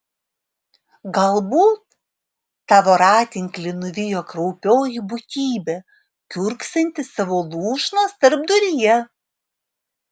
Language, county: Lithuanian, Alytus